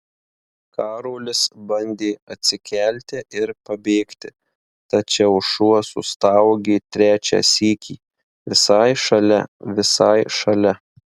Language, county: Lithuanian, Marijampolė